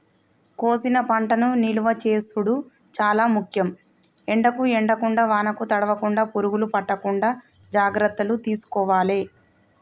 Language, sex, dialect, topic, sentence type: Telugu, female, Telangana, agriculture, statement